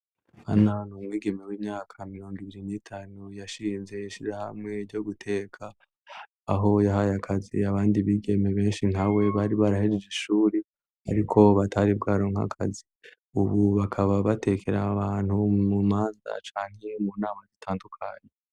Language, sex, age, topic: Rundi, male, 18-24, education